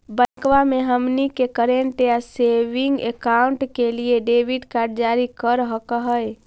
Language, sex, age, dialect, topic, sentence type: Magahi, female, 18-24, Central/Standard, banking, question